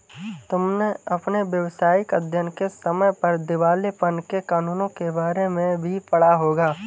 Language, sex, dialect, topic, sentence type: Hindi, male, Awadhi Bundeli, banking, statement